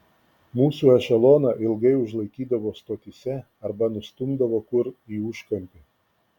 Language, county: Lithuanian, Klaipėda